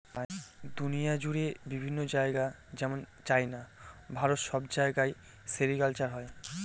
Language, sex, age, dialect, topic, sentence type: Bengali, male, 25-30, Northern/Varendri, agriculture, statement